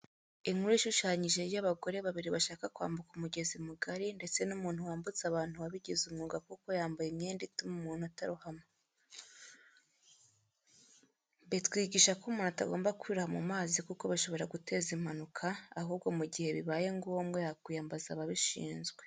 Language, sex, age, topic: Kinyarwanda, female, 25-35, education